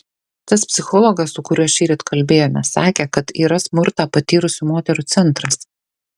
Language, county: Lithuanian, Šiauliai